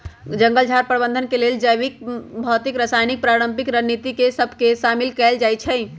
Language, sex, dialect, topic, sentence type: Magahi, male, Western, agriculture, statement